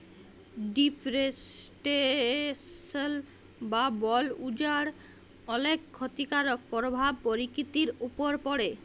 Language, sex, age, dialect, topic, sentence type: Bengali, female, 31-35, Jharkhandi, agriculture, statement